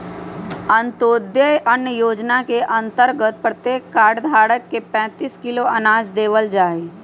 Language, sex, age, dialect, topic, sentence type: Magahi, female, 25-30, Western, agriculture, statement